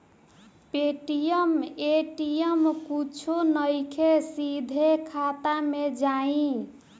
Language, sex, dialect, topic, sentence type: Bhojpuri, female, Southern / Standard, banking, statement